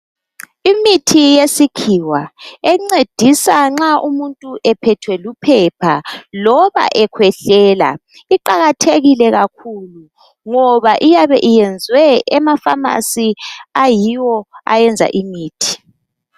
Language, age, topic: North Ndebele, 25-35, health